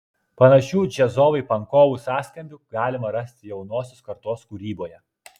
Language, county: Lithuanian, Klaipėda